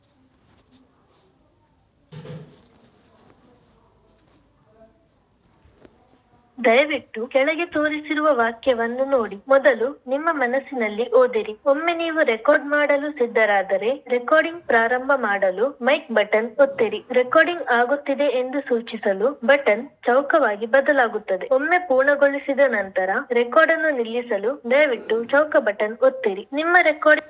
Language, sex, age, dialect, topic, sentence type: Kannada, female, 60-100, Dharwad Kannada, banking, statement